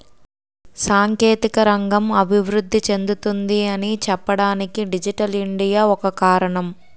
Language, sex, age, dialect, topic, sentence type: Telugu, male, 60-100, Utterandhra, banking, statement